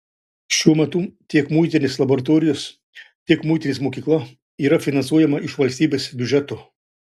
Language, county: Lithuanian, Klaipėda